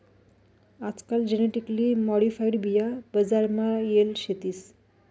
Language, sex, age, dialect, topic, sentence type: Marathi, female, 31-35, Northern Konkan, agriculture, statement